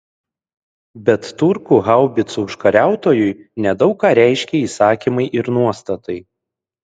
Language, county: Lithuanian, Šiauliai